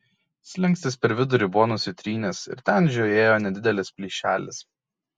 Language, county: Lithuanian, Kaunas